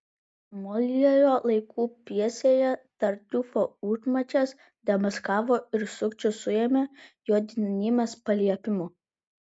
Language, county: Lithuanian, Vilnius